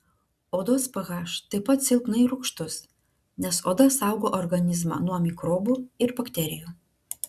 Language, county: Lithuanian, Klaipėda